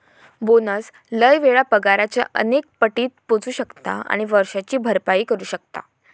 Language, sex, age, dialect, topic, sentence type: Marathi, female, 18-24, Southern Konkan, banking, statement